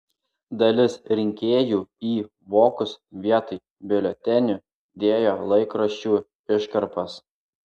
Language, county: Lithuanian, Klaipėda